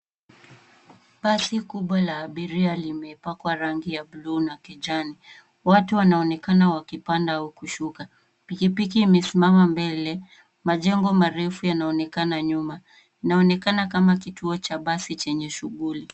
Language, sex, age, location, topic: Swahili, female, 18-24, Nairobi, government